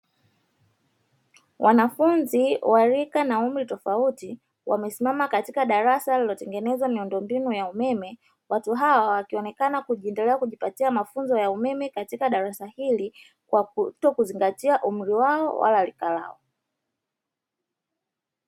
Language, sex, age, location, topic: Swahili, female, 25-35, Dar es Salaam, education